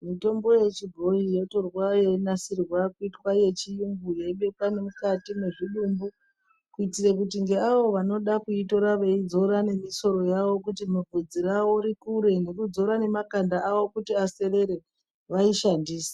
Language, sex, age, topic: Ndau, female, 36-49, health